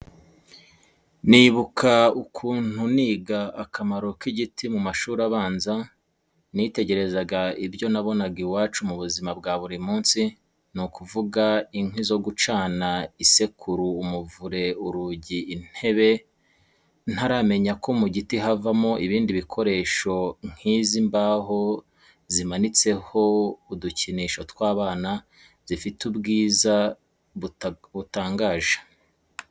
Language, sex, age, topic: Kinyarwanda, male, 25-35, education